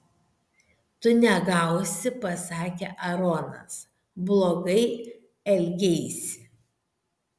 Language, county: Lithuanian, Šiauliai